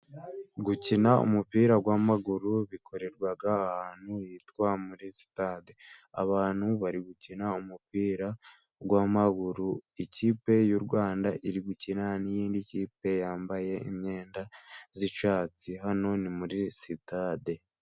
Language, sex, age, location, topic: Kinyarwanda, male, 18-24, Musanze, government